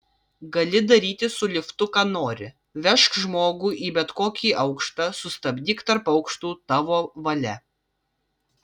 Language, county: Lithuanian, Vilnius